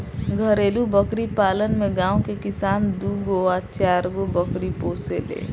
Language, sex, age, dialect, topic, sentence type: Bhojpuri, female, 18-24, Southern / Standard, agriculture, statement